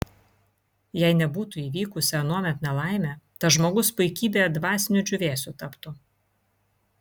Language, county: Lithuanian, Vilnius